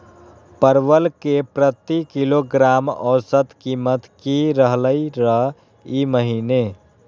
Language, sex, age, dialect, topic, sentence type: Magahi, male, 18-24, Western, agriculture, question